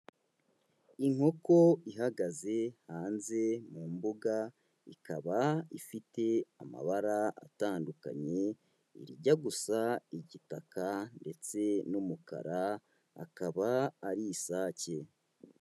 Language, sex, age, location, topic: Kinyarwanda, male, 18-24, Kigali, agriculture